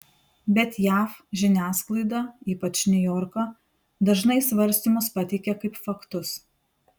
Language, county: Lithuanian, Panevėžys